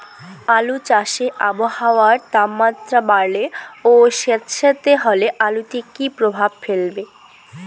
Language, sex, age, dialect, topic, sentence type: Bengali, female, 18-24, Rajbangshi, agriculture, question